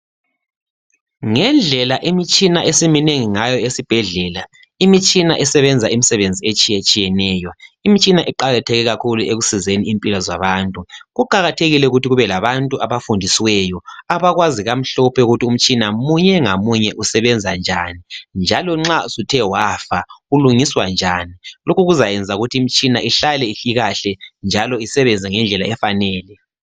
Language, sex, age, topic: North Ndebele, male, 36-49, health